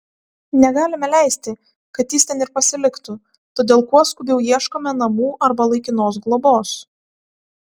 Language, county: Lithuanian, Kaunas